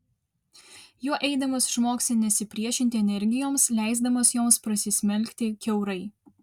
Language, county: Lithuanian, Vilnius